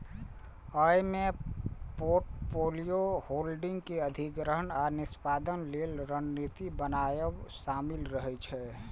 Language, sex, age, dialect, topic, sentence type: Maithili, male, 25-30, Eastern / Thethi, banking, statement